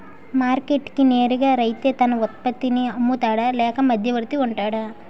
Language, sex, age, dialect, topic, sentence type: Telugu, male, 18-24, Utterandhra, agriculture, question